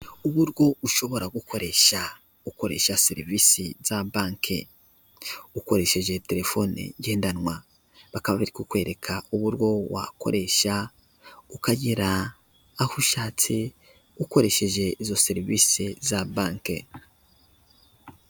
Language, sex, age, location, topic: Kinyarwanda, male, 18-24, Kigali, finance